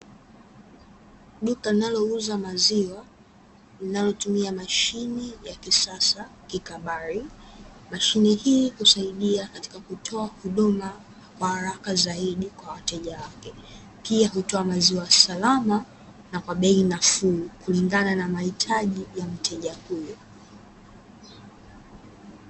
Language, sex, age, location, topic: Swahili, female, 18-24, Dar es Salaam, finance